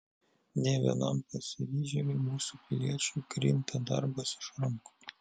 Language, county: Lithuanian, Vilnius